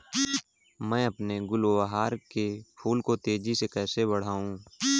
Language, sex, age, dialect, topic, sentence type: Hindi, male, 18-24, Awadhi Bundeli, agriculture, question